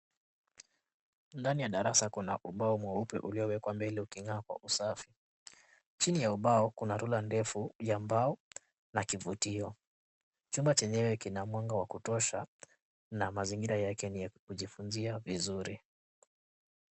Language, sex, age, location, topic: Swahili, male, 18-24, Kisumu, education